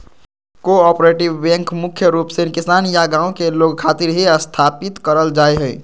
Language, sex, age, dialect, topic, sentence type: Magahi, male, 25-30, Southern, banking, statement